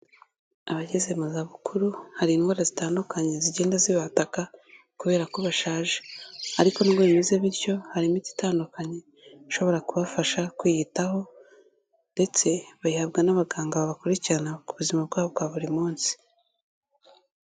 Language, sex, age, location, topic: Kinyarwanda, female, 18-24, Kigali, health